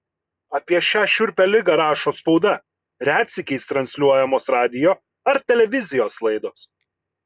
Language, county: Lithuanian, Kaunas